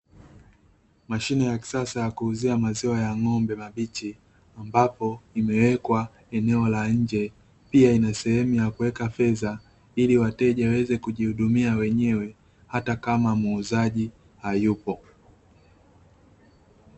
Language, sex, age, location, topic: Swahili, male, 25-35, Dar es Salaam, finance